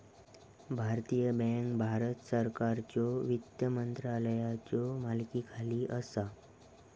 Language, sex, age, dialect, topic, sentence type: Marathi, male, 18-24, Southern Konkan, banking, statement